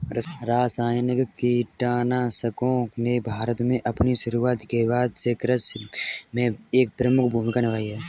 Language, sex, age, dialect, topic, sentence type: Hindi, male, 18-24, Kanauji Braj Bhasha, agriculture, statement